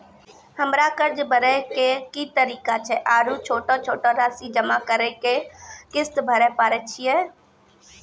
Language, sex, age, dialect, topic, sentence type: Maithili, female, 36-40, Angika, banking, question